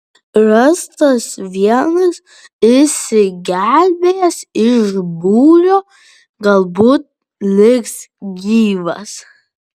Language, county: Lithuanian, Vilnius